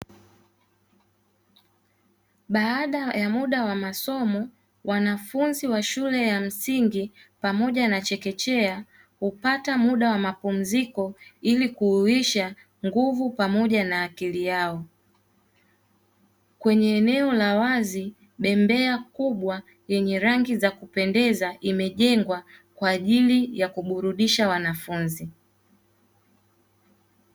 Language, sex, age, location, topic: Swahili, female, 18-24, Dar es Salaam, education